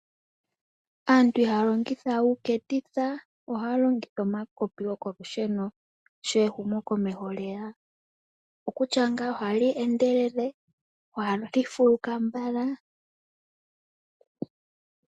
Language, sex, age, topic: Oshiwambo, female, 18-24, finance